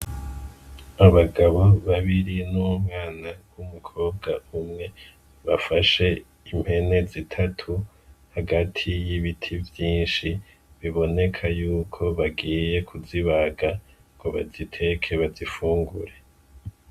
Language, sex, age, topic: Rundi, male, 25-35, agriculture